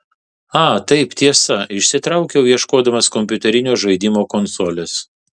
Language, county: Lithuanian, Vilnius